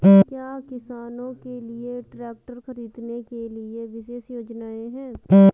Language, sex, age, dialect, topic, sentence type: Hindi, female, 18-24, Garhwali, agriculture, statement